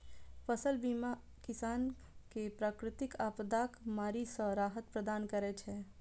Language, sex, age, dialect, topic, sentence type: Maithili, female, 25-30, Eastern / Thethi, agriculture, statement